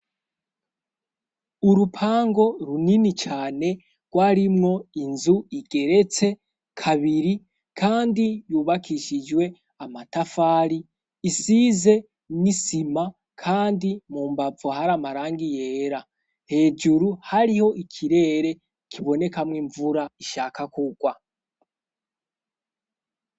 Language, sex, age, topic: Rundi, male, 18-24, education